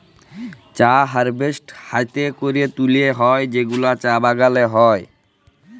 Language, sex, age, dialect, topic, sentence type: Bengali, female, 36-40, Jharkhandi, agriculture, statement